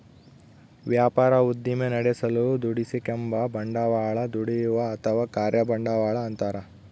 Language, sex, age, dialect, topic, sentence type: Kannada, male, 18-24, Central, banking, statement